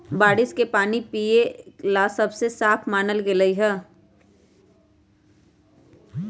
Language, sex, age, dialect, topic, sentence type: Magahi, male, 31-35, Western, agriculture, statement